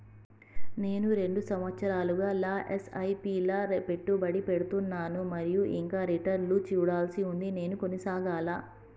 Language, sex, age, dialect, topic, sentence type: Telugu, female, 36-40, Telangana, banking, question